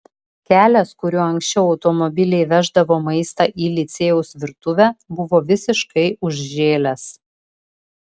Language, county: Lithuanian, Vilnius